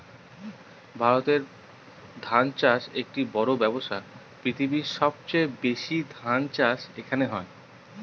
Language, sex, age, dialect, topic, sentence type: Bengali, male, 31-35, Northern/Varendri, agriculture, statement